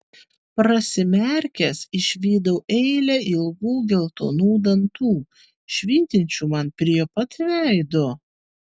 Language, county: Lithuanian, Vilnius